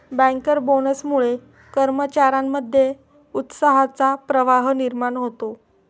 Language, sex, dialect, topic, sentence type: Marathi, female, Standard Marathi, banking, statement